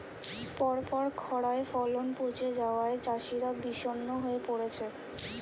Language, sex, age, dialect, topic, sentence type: Bengali, female, 25-30, Standard Colloquial, agriculture, question